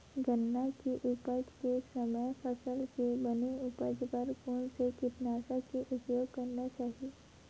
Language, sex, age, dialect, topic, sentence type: Chhattisgarhi, female, 18-24, Western/Budati/Khatahi, agriculture, question